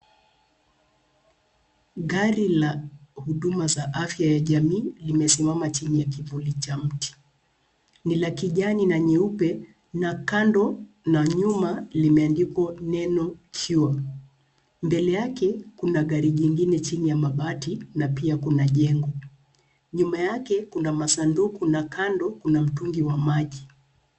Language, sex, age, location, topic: Swahili, female, 36-49, Nairobi, health